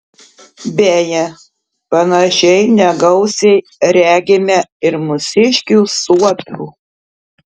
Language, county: Lithuanian, Tauragė